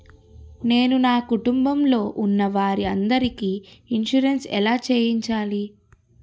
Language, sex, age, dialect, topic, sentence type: Telugu, female, 31-35, Utterandhra, banking, question